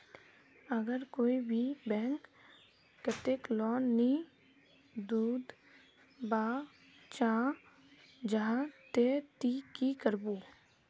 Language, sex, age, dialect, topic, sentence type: Magahi, female, 18-24, Northeastern/Surjapuri, banking, question